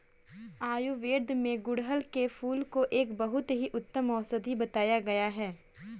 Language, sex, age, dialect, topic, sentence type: Hindi, female, 18-24, Kanauji Braj Bhasha, agriculture, statement